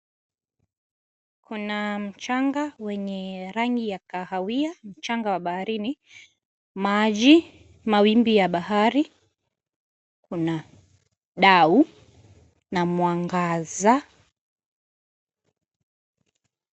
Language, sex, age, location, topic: Swahili, female, 18-24, Mombasa, government